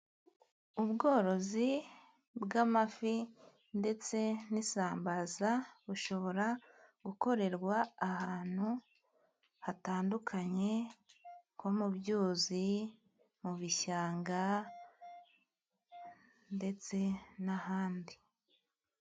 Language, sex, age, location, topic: Kinyarwanda, female, 25-35, Musanze, agriculture